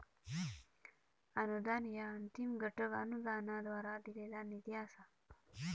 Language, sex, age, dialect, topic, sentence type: Marathi, male, 31-35, Southern Konkan, banking, statement